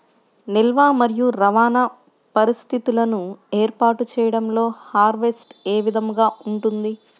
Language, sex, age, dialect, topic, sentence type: Telugu, female, 51-55, Central/Coastal, agriculture, question